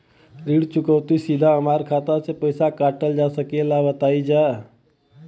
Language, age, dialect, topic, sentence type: Bhojpuri, 25-30, Western, banking, question